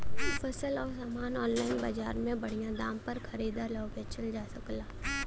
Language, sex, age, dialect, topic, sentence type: Bhojpuri, female, 18-24, Western, agriculture, statement